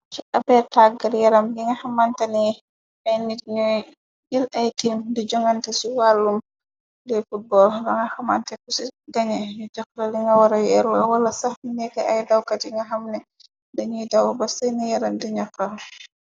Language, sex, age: Wolof, female, 25-35